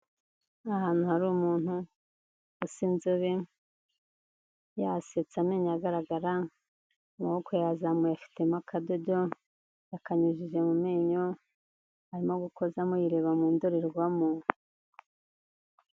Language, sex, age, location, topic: Kinyarwanda, female, 50+, Kigali, health